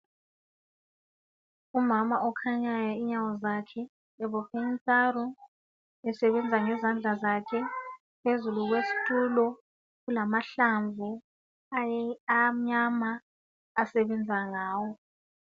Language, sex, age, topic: North Ndebele, female, 36-49, health